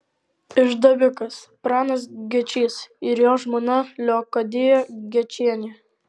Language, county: Lithuanian, Alytus